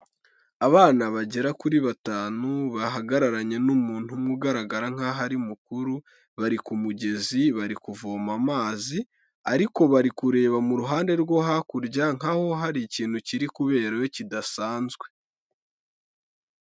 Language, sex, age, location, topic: Kinyarwanda, male, 18-24, Kigali, health